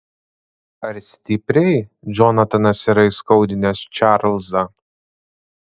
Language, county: Lithuanian, Panevėžys